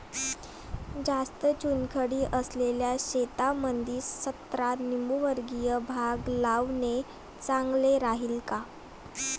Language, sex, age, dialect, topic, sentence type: Marathi, female, 18-24, Varhadi, agriculture, question